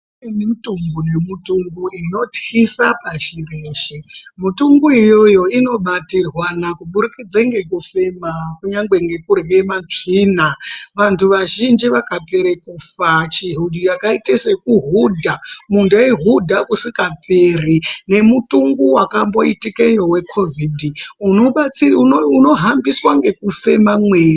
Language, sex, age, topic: Ndau, male, 18-24, health